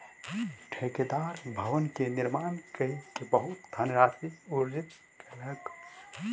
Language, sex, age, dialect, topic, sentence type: Maithili, male, 18-24, Southern/Standard, banking, statement